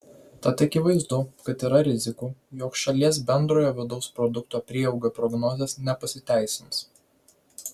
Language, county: Lithuanian, Vilnius